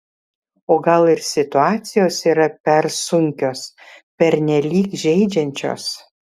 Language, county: Lithuanian, Vilnius